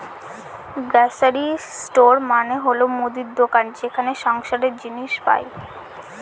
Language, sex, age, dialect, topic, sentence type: Bengali, female, 18-24, Northern/Varendri, agriculture, statement